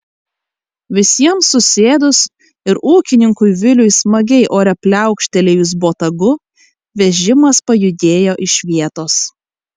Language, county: Lithuanian, Kaunas